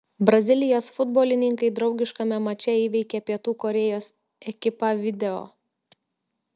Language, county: Lithuanian, Telšiai